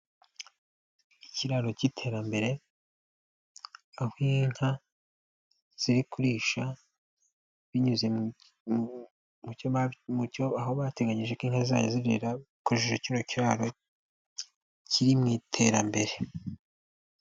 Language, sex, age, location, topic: Kinyarwanda, male, 18-24, Nyagatare, agriculture